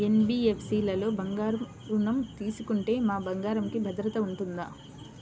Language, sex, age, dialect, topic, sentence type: Telugu, female, 25-30, Central/Coastal, banking, question